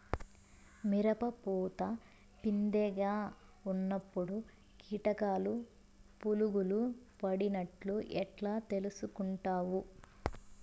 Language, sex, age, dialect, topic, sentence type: Telugu, female, 25-30, Southern, agriculture, question